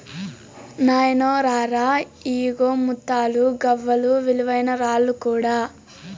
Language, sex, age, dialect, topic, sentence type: Telugu, male, 18-24, Southern, agriculture, statement